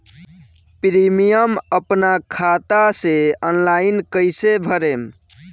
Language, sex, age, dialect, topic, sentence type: Bhojpuri, male, 18-24, Southern / Standard, banking, question